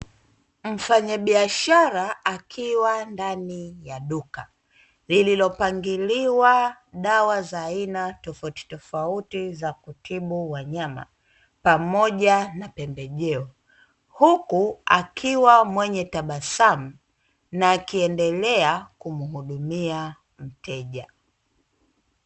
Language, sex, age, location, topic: Swahili, female, 25-35, Dar es Salaam, agriculture